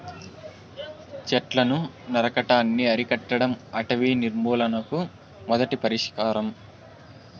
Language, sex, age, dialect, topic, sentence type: Telugu, male, 18-24, Southern, agriculture, statement